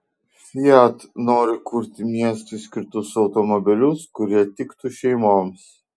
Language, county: Lithuanian, Vilnius